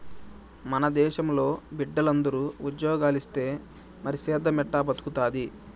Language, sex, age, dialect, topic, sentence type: Telugu, male, 18-24, Southern, agriculture, statement